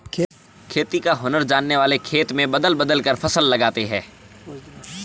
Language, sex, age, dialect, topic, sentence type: Hindi, male, 18-24, Marwari Dhudhari, agriculture, statement